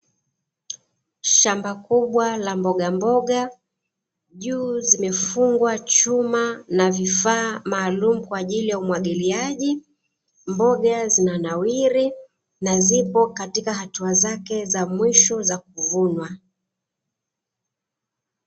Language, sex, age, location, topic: Swahili, female, 25-35, Dar es Salaam, agriculture